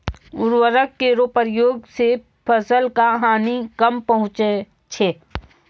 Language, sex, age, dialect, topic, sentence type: Maithili, female, 18-24, Angika, agriculture, statement